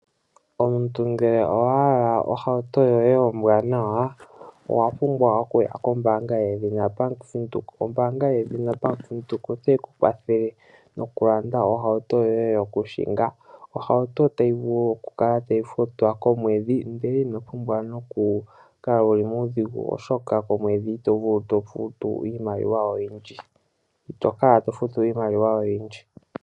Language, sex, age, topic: Oshiwambo, male, 18-24, finance